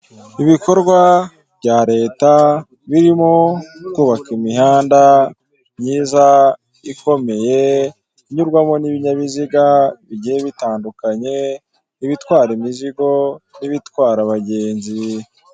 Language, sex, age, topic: Kinyarwanda, male, 18-24, government